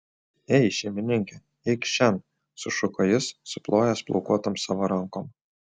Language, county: Lithuanian, Utena